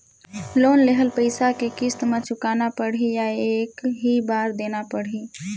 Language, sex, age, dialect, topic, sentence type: Chhattisgarhi, female, 18-24, Northern/Bhandar, banking, question